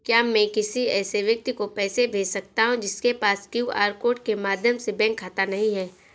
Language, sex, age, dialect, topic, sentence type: Hindi, female, 18-24, Awadhi Bundeli, banking, question